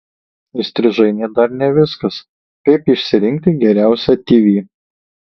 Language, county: Lithuanian, Kaunas